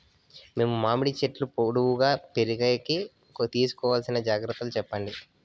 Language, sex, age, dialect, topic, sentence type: Telugu, male, 18-24, Southern, agriculture, question